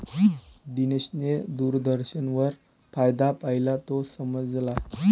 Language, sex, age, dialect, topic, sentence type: Marathi, male, 18-24, Varhadi, banking, statement